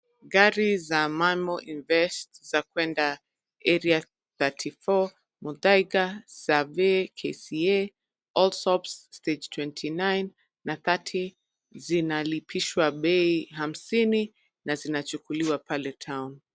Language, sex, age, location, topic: Swahili, female, 25-35, Nairobi, government